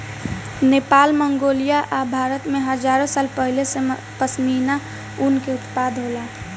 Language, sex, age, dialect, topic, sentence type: Bhojpuri, female, <18, Southern / Standard, agriculture, statement